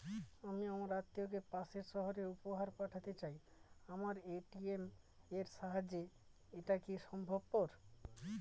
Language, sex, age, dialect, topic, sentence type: Bengali, male, 36-40, Northern/Varendri, banking, question